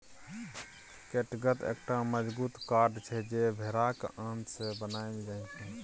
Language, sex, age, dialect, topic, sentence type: Maithili, male, 36-40, Bajjika, agriculture, statement